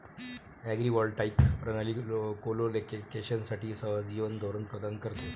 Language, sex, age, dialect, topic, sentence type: Marathi, male, 36-40, Varhadi, agriculture, statement